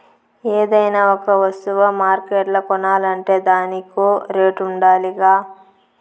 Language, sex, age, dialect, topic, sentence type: Telugu, female, 25-30, Southern, banking, statement